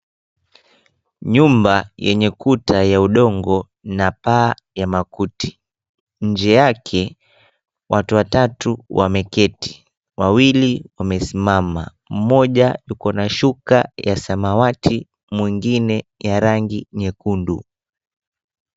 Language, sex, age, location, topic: Swahili, male, 25-35, Mombasa, government